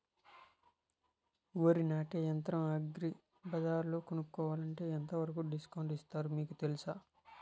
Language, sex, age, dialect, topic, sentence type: Telugu, male, 41-45, Southern, agriculture, question